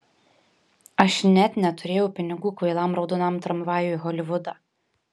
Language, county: Lithuanian, Panevėžys